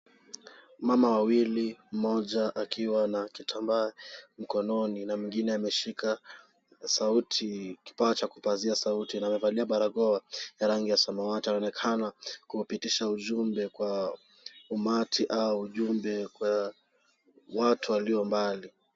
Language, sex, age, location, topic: Swahili, male, 18-24, Kisumu, health